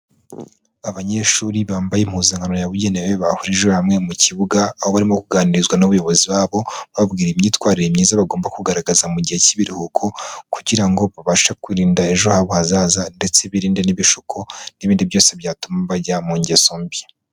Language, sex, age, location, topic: Kinyarwanda, female, 18-24, Huye, education